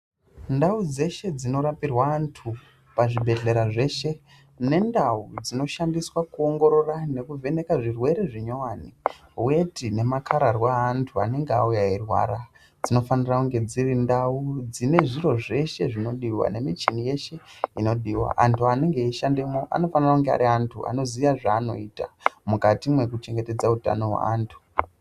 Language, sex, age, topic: Ndau, female, 36-49, health